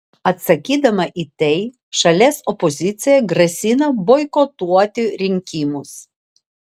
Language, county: Lithuanian, Vilnius